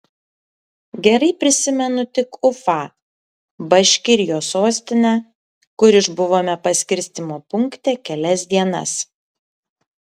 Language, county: Lithuanian, Kaunas